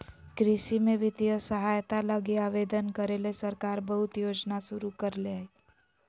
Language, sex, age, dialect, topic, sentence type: Magahi, female, 18-24, Southern, agriculture, statement